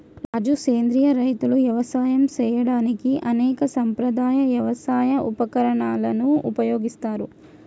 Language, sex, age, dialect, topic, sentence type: Telugu, female, 18-24, Telangana, agriculture, statement